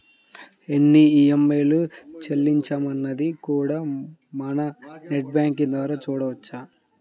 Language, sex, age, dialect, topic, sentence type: Telugu, male, 18-24, Central/Coastal, banking, statement